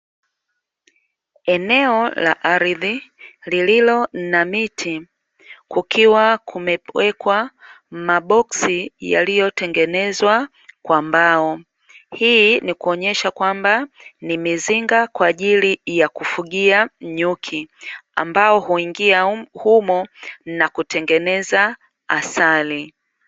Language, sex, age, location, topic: Swahili, female, 36-49, Dar es Salaam, agriculture